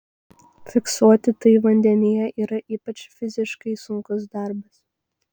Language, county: Lithuanian, Kaunas